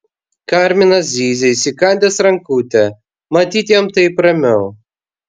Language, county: Lithuanian, Vilnius